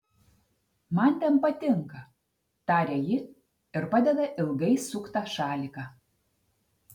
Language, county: Lithuanian, Telšiai